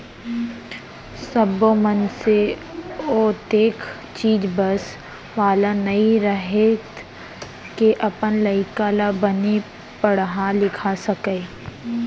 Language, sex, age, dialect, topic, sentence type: Chhattisgarhi, female, 60-100, Central, banking, statement